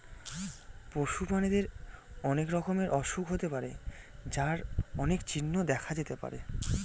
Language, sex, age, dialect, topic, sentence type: Bengali, male, 25-30, Northern/Varendri, agriculture, statement